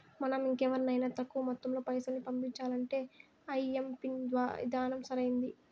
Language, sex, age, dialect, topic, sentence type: Telugu, female, 18-24, Southern, banking, statement